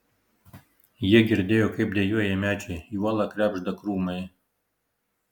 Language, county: Lithuanian, Marijampolė